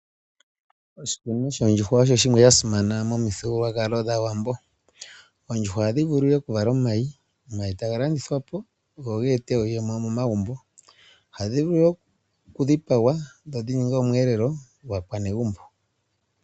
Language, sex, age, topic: Oshiwambo, male, 36-49, agriculture